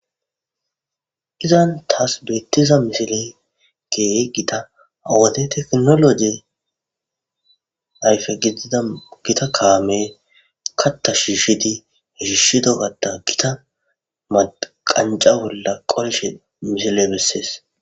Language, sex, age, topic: Gamo, male, 18-24, agriculture